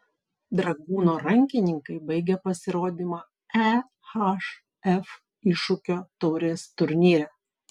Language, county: Lithuanian, Vilnius